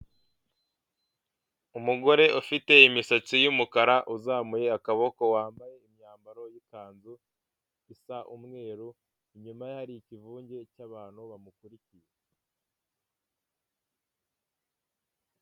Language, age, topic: Kinyarwanda, 18-24, government